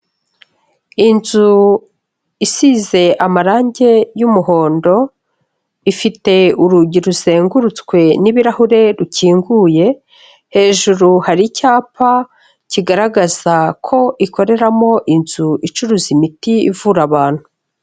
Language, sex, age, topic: Kinyarwanda, female, 36-49, health